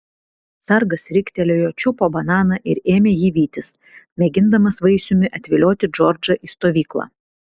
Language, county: Lithuanian, Vilnius